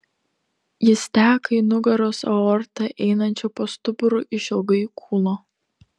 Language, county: Lithuanian, Telšiai